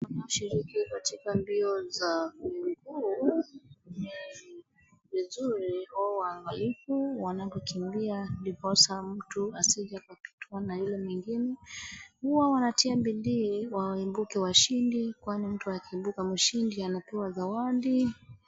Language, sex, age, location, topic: Swahili, female, 25-35, Wajir, government